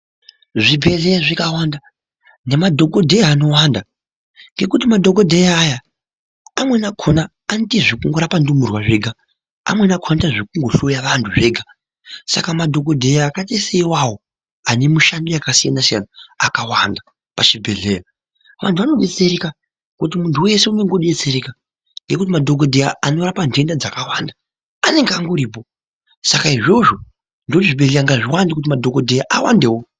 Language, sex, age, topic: Ndau, male, 50+, health